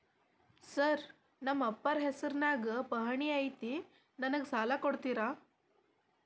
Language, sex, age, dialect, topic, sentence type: Kannada, female, 18-24, Dharwad Kannada, banking, question